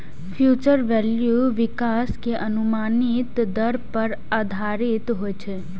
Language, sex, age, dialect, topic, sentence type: Maithili, female, 18-24, Eastern / Thethi, banking, statement